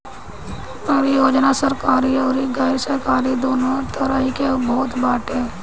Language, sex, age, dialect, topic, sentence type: Bhojpuri, female, 18-24, Northern, banking, statement